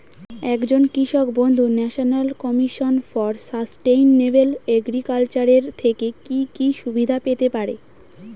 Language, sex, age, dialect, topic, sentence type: Bengali, female, 18-24, Standard Colloquial, agriculture, question